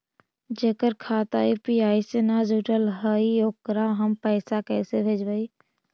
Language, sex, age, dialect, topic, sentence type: Magahi, female, 18-24, Central/Standard, banking, question